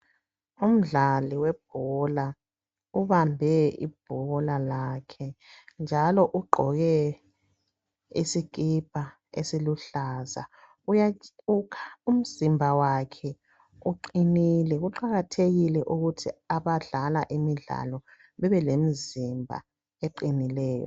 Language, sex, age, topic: North Ndebele, male, 50+, health